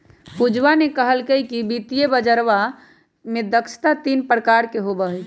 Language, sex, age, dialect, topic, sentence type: Magahi, female, 18-24, Western, banking, statement